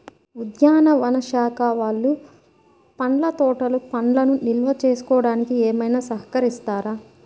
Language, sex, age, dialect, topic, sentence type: Telugu, female, 31-35, Central/Coastal, agriculture, question